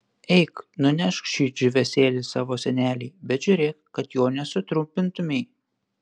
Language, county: Lithuanian, Panevėžys